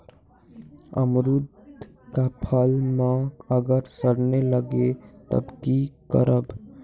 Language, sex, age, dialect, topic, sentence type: Magahi, male, 18-24, Western, agriculture, question